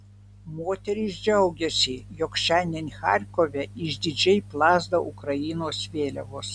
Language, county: Lithuanian, Vilnius